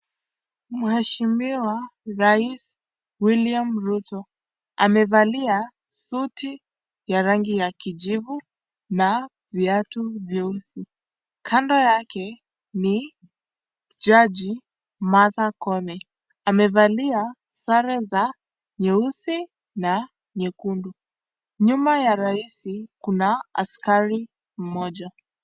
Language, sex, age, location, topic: Swahili, female, 18-24, Kisii, government